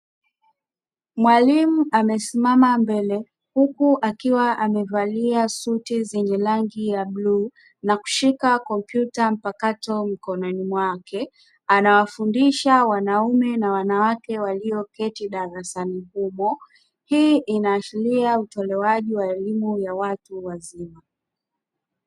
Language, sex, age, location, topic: Swahili, female, 25-35, Dar es Salaam, education